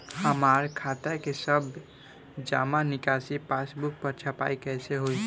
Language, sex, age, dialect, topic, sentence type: Bhojpuri, male, <18, Southern / Standard, banking, question